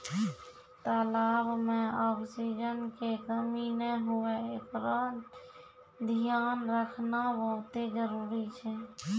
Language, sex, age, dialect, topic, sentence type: Maithili, female, 25-30, Angika, agriculture, statement